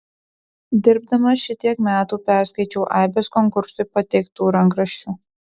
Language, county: Lithuanian, Utena